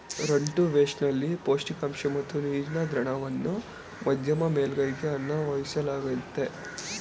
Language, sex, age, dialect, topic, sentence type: Kannada, male, 18-24, Mysore Kannada, agriculture, statement